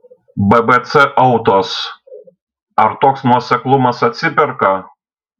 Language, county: Lithuanian, Šiauliai